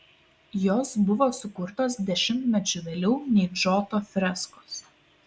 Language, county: Lithuanian, Kaunas